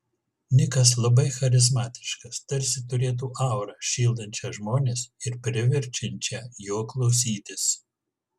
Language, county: Lithuanian, Kaunas